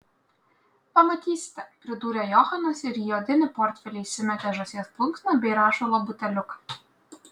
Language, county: Lithuanian, Klaipėda